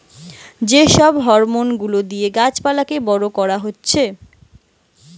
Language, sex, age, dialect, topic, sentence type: Bengali, female, 25-30, Western, agriculture, statement